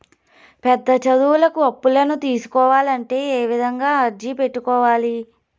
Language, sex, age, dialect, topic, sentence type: Telugu, female, 25-30, Southern, banking, question